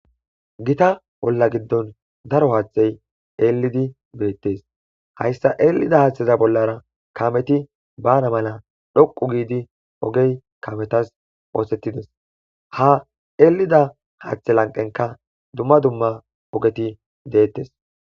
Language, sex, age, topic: Gamo, male, 25-35, agriculture